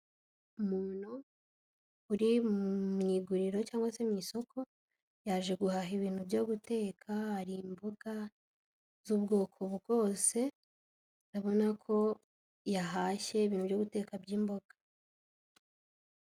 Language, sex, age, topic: Kinyarwanda, female, 18-24, finance